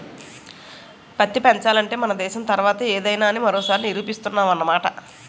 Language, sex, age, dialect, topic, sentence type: Telugu, female, 41-45, Utterandhra, agriculture, statement